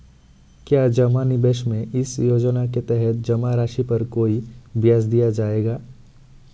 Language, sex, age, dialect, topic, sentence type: Hindi, male, 18-24, Marwari Dhudhari, banking, question